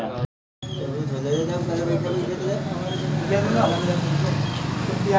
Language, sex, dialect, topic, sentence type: Bhojpuri, male, Northern, banking, question